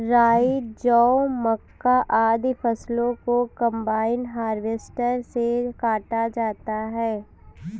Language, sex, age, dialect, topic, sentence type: Hindi, female, 18-24, Kanauji Braj Bhasha, agriculture, statement